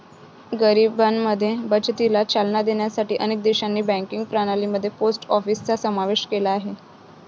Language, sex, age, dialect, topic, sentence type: Marathi, female, 25-30, Varhadi, banking, statement